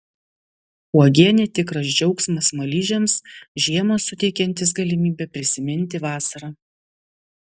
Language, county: Lithuanian, Vilnius